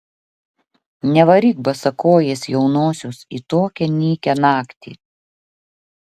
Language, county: Lithuanian, Klaipėda